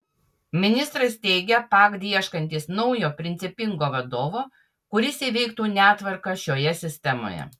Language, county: Lithuanian, Utena